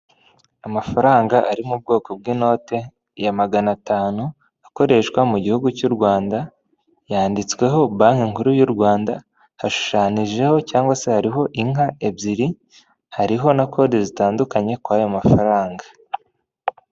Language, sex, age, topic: Kinyarwanda, male, 18-24, finance